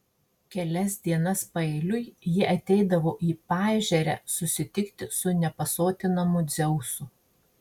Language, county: Lithuanian, Marijampolė